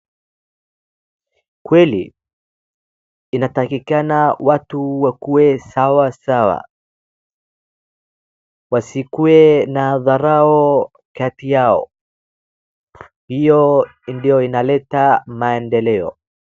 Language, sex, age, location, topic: Swahili, male, 36-49, Wajir, education